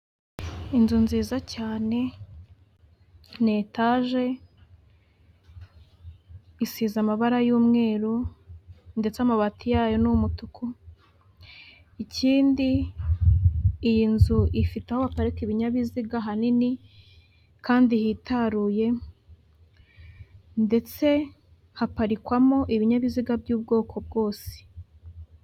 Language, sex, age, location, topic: Kinyarwanda, female, 18-24, Huye, government